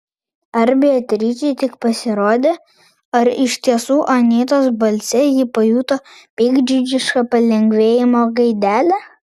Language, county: Lithuanian, Vilnius